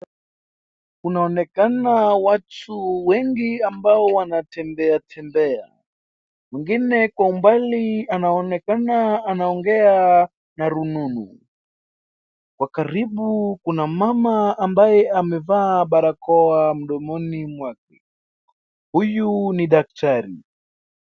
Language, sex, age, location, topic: Swahili, male, 18-24, Wajir, health